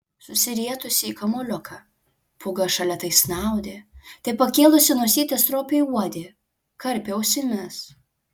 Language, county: Lithuanian, Alytus